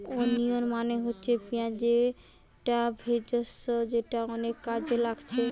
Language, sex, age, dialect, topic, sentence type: Bengali, female, 18-24, Western, agriculture, statement